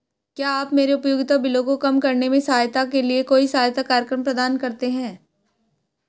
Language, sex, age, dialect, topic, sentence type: Hindi, female, 18-24, Hindustani Malvi Khadi Boli, banking, question